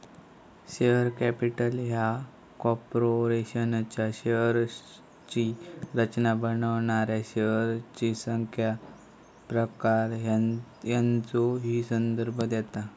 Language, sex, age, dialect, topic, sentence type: Marathi, male, 18-24, Southern Konkan, banking, statement